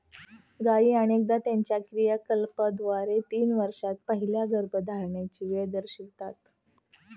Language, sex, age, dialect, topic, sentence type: Marathi, female, 36-40, Standard Marathi, agriculture, statement